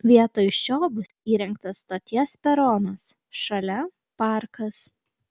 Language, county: Lithuanian, Kaunas